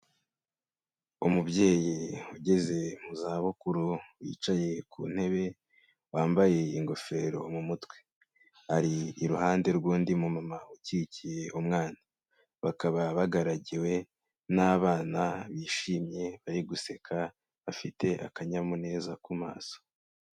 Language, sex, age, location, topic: Kinyarwanda, male, 18-24, Kigali, health